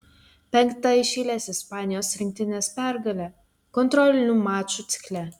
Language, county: Lithuanian, Telšiai